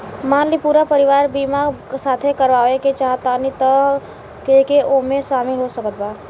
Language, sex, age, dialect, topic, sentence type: Bhojpuri, female, 18-24, Southern / Standard, banking, question